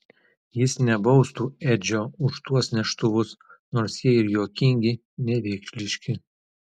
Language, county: Lithuanian, Telšiai